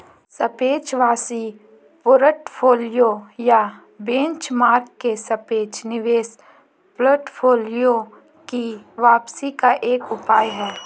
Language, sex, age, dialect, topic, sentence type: Hindi, female, 18-24, Marwari Dhudhari, banking, statement